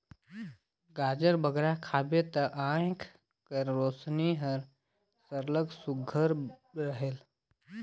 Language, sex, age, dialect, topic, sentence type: Chhattisgarhi, male, 25-30, Northern/Bhandar, agriculture, statement